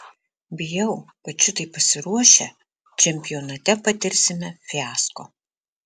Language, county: Lithuanian, Alytus